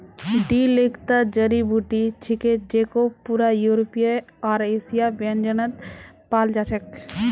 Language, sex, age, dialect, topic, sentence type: Magahi, female, 18-24, Northeastern/Surjapuri, agriculture, statement